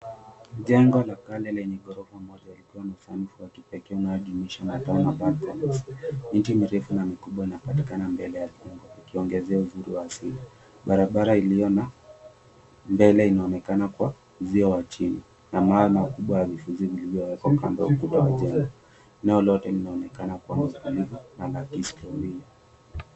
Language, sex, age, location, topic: Swahili, male, 18-24, Mombasa, government